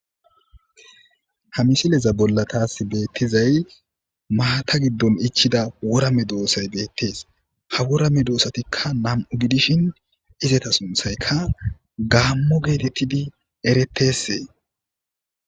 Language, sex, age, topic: Gamo, male, 25-35, agriculture